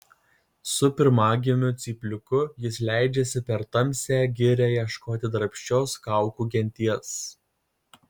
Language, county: Lithuanian, Kaunas